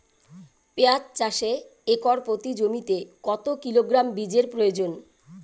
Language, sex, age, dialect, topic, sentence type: Bengali, female, 41-45, Rajbangshi, agriculture, question